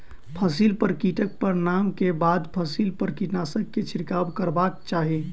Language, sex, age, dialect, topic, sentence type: Maithili, male, 18-24, Southern/Standard, agriculture, statement